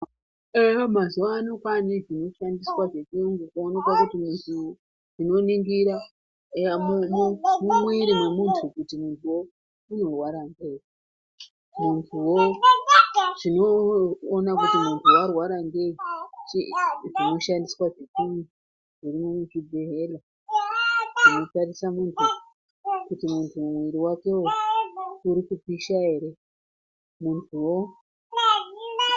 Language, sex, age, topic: Ndau, female, 36-49, health